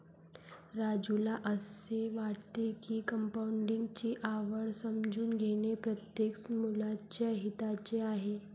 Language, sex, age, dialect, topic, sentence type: Marathi, female, 25-30, Varhadi, banking, statement